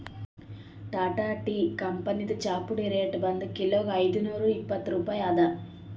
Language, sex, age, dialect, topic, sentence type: Kannada, female, 18-24, Northeastern, agriculture, statement